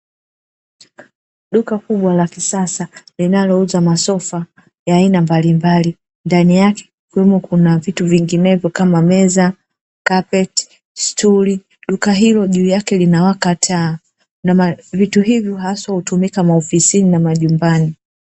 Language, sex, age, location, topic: Swahili, female, 36-49, Dar es Salaam, finance